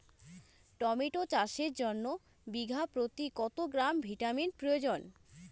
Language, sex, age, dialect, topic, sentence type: Bengali, female, 18-24, Rajbangshi, agriculture, question